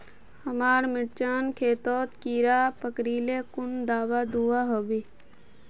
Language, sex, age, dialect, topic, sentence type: Magahi, female, 18-24, Northeastern/Surjapuri, agriculture, question